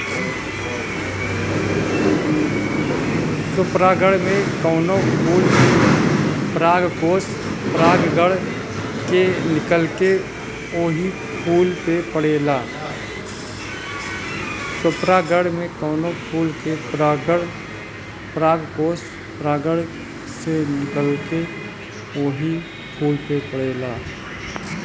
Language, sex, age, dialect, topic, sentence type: Bhojpuri, male, 25-30, Northern, agriculture, statement